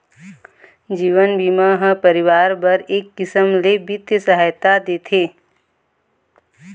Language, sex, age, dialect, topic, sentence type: Chhattisgarhi, female, 25-30, Eastern, banking, statement